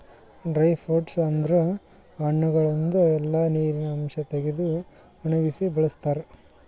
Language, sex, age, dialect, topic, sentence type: Kannada, male, 25-30, Northeastern, agriculture, statement